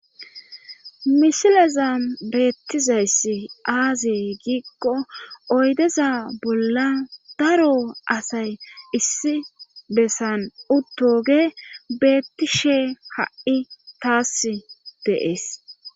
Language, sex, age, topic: Gamo, female, 25-35, government